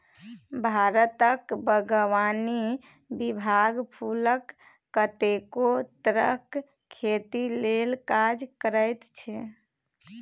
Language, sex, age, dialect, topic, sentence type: Maithili, female, 60-100, Bajjika, agriculture, statement